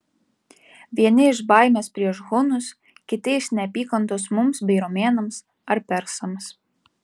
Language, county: Lithuanian, Vilnius